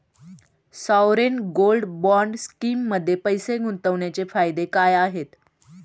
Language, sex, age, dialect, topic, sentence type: Marathi, female, 31-35, Standard Marathi, banking, question